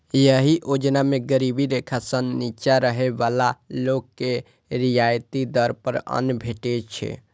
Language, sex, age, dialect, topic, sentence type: Maithili, male, 18-24, Eastern / Thethi, agriculture, statement